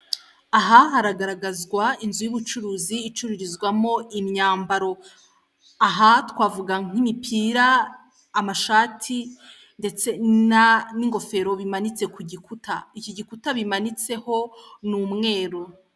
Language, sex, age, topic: Kinyarwanda, female, 18-24, finance